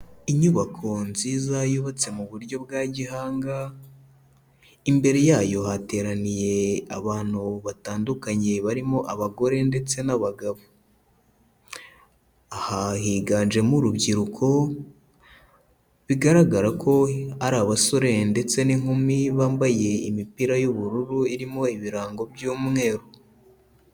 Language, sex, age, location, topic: Kinyarwanda, male, 18-24, Kigali, health